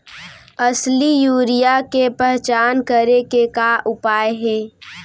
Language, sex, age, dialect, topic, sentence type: Chhattisgarhi, female, 18-24, Central, agriculture, question